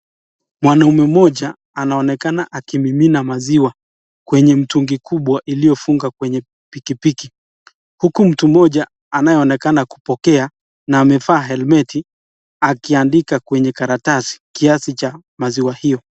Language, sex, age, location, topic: Swahili, male, 25-35, Nakuru, agriculture